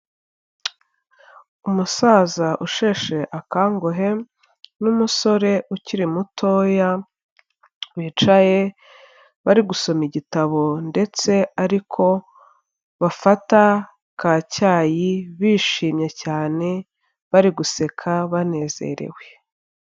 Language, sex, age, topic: Kinyarwanda, female, 25-35, health